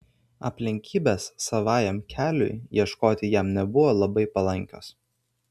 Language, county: Lithuanian, Vilnius